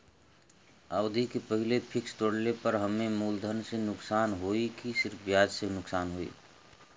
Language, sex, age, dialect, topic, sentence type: Bhojpuri, male, 41-45, Western, banking, question